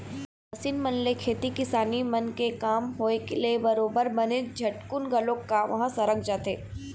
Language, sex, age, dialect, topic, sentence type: Chhattisgarhi, female, 18-24, Eastern, banking, statement